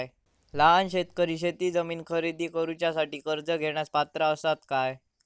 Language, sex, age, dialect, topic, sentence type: Marathi, male, 18-24, Southern Konkan, agriculture, statement